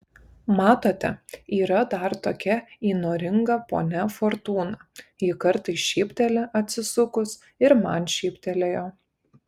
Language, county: Lithuanian, Kaunas